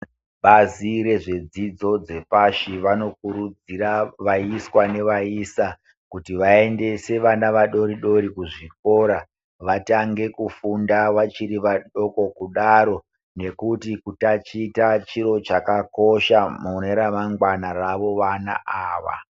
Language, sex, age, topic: Ndau, male, 36-49, education